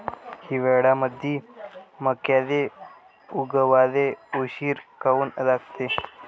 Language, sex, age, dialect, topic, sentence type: Marathi, male, 18-24, Varhadi, agriculture, question